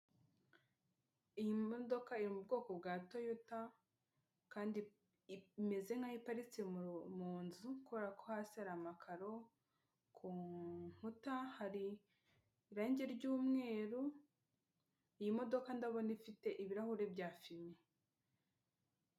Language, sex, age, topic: Kinyarwanda, female, 25-35, finance